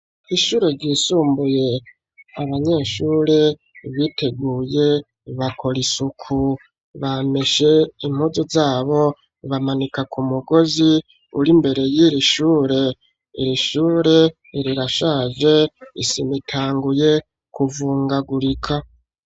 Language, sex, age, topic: Rundi, male, 36-49, education